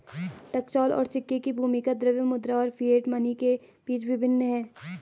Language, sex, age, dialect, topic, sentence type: Hindi, female, 18-24, Garhwali, banking, statement